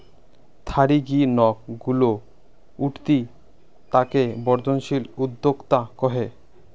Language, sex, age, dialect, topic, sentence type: Bengali, male, 25-30, Rajbangshi, banking, statement